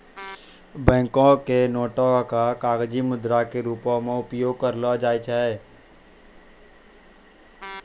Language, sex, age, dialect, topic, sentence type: Maithili, male, 18-24, Angika, banking, statement